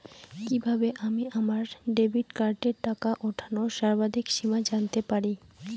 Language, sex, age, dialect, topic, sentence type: Bengali, female, <18, Rajbangshi, banking, question